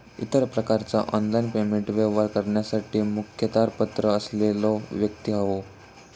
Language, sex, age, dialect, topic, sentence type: Marathi, male, 18-24, Southern Konkan, banking, statement